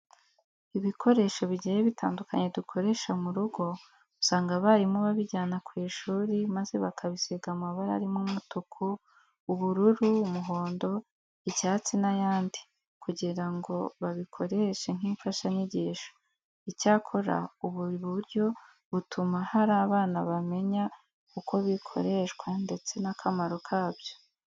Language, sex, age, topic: Kinyarwanda, female, 18-24, education